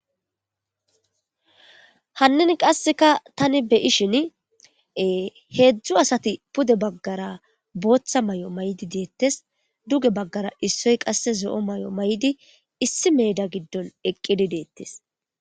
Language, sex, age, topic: Gamo, female, 25-35, government